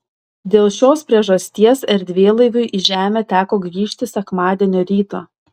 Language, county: Lithuanian, Šiauliai